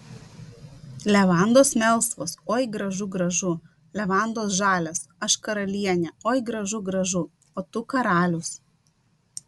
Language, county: Lithuanian, Vilnius